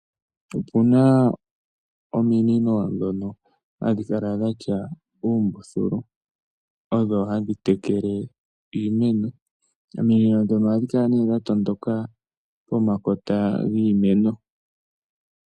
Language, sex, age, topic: Oshiwambo, male, 25-35, agriculture